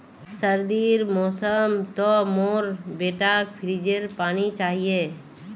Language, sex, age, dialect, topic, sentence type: Magahi, female, 36-40, Northeastern/Surjapuri, agriculture, statement